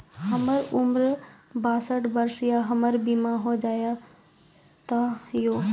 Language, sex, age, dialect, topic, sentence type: Maithili, female, 18-24, Angika, banking, question